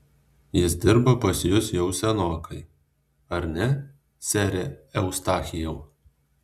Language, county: Lithuanian, Alytus